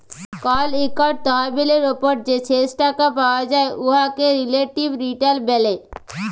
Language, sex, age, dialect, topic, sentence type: Bengali, female, 18-24, Jharkhandi, banking, statement